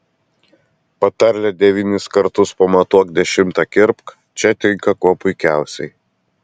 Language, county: Lithuanian, Vilnius